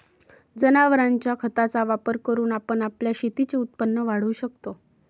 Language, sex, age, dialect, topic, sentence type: Marathi, female, 18-24, Varhadi, agriculture, statement